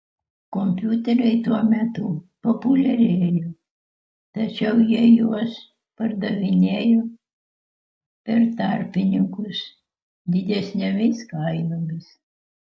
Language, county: Lithuanian, Utena